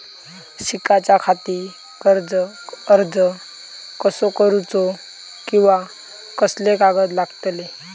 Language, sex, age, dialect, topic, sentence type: Marathi, male, 18-24, Southern Konkan, banking, question